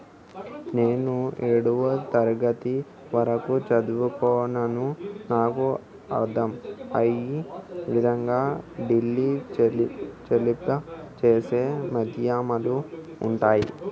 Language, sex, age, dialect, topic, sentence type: Telugu, male, 18-24, Telangana, banking, question